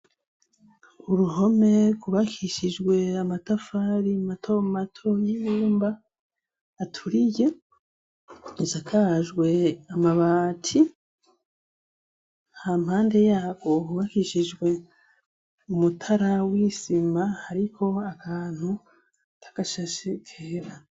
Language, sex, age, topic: Rundi, male, 25-35, education